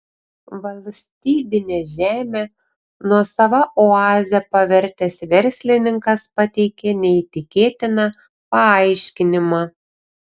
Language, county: Lithuanian, Panevėžys